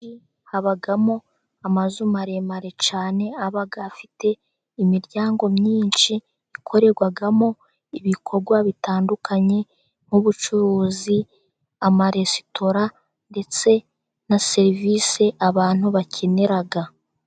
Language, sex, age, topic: Kinyarwanda, female, 18-24, finance